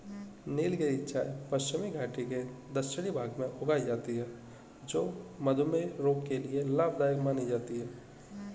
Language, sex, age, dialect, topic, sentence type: Hindi, male, 18-24, Kanauji Braj Bhasha, agriculture, statement